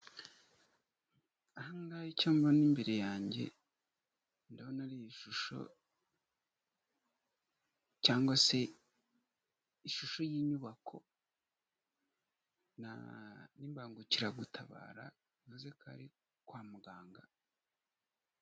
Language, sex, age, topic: Kinyarwanda, male, 25-35, government